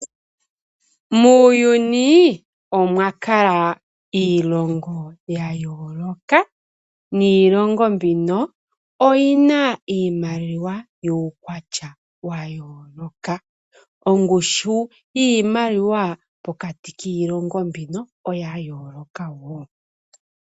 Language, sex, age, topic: Oshiwambo, female, 25-35, finance